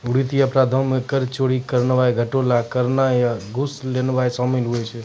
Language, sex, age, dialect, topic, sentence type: Maithili, male, 25-30, Angika, banking, statement